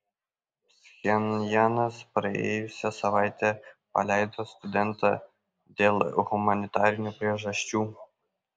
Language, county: Lithuanian, Kaunas